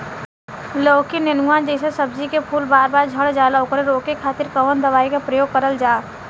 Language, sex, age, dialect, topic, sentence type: Bhojpuri, female, 18-24, Western, agriculture, question